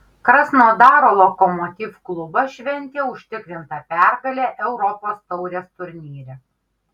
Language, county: Lithuanian, Kaunas